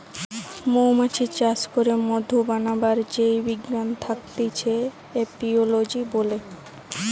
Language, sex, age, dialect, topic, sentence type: Bengali, female, 18-24, Western, agriculture, statement